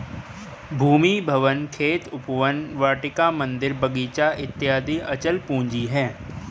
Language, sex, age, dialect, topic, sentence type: Hindi, male, 18-24, Hindustani Malvi Khadi Boli, banking, statement